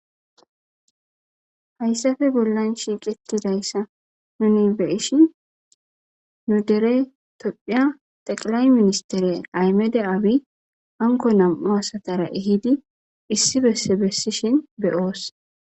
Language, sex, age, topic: Gamo, female, 25-35, government